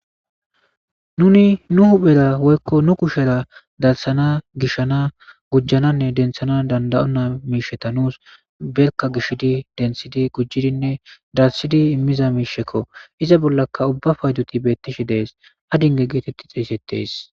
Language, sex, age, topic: Gamo, male, 18-24, government